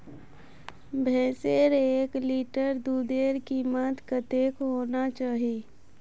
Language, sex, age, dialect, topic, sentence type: Magahi, female, 18-24, Northeastern/Surjapuri, agriculture, question